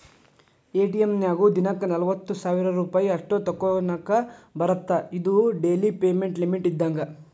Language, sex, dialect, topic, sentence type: Kannada, male, Dharwad Kannada, banking, statement